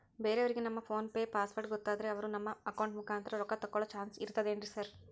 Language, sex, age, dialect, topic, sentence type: Kannada, female, 56-60, Central, banking, question